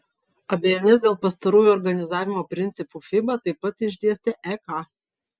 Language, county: Lithuanian, Vilnius